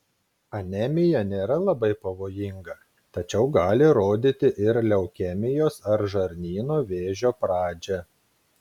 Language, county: Lithuanian, Klaipėda